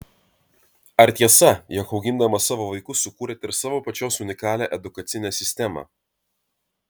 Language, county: Lithuanian, Vilnius